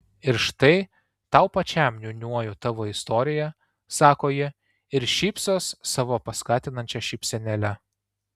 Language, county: Lithuanian, Tauragė